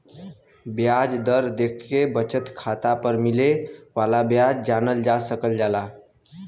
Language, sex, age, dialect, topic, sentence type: Bhojpuri, male, 18-24, Western, banking, statement